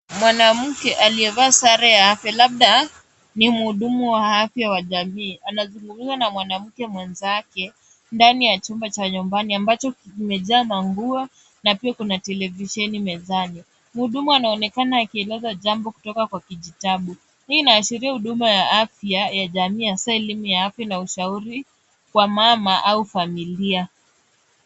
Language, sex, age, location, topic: Swahili, female, 25-35, Kisii, health